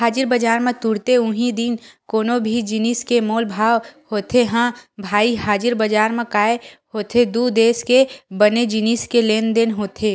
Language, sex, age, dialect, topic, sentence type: Chhattisgarhi, female, 25-30, Western/Budati/Khatahi, banking, statement